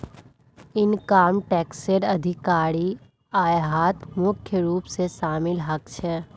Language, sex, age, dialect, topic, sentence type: Magahi, female, 41-45, Northeastern/Surjapuri, banking, statement